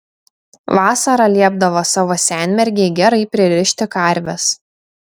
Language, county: Lithuanian, Šiauliai